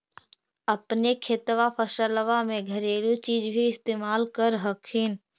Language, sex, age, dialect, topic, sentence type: Magahi, female, 51-55, Central/Standard, agriculture, question